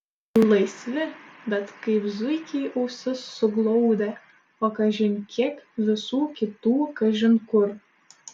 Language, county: Lithuanian, Šiauliai